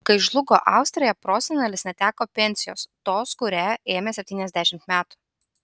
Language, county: Lithuanian, Utena